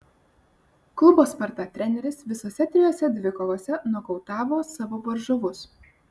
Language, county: Lithuanian, Vilnius